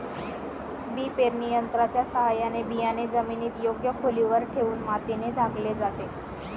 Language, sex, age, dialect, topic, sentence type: Marathi, female, 25-30, Northern Konkan, agriculture, statement